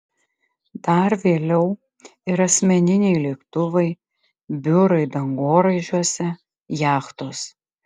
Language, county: Lithuanian, Klaipėda